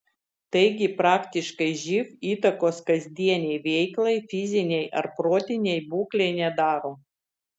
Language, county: Lithuanian, Vilnius